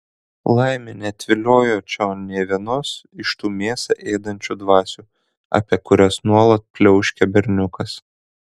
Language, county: Lithuanian, Kaunas